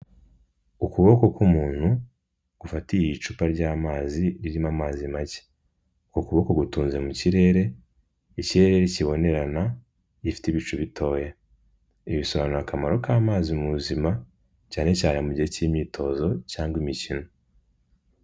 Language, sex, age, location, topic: Kinyarwanda, male, 18-24, Kigali, health